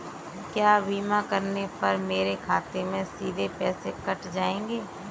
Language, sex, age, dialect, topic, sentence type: Hindi, female, 18-24, Kanauji Braj Bhasha, banking, question